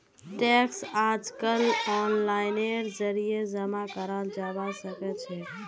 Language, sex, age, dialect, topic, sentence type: Magahi, female, 18-24, Northeastern/Surjapuri, banking, statement